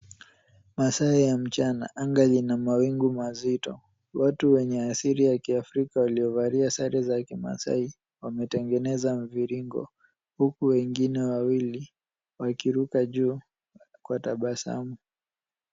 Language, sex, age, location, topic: Swahili, male, 18-24, Nairobi, government